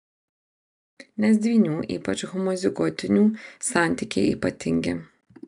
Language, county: Lithuanian, Marijampolė